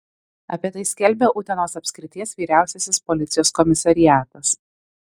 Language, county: Lithuanian, Vilnius